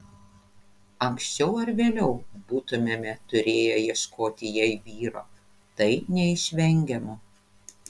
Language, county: Lithuanian, Panevėžys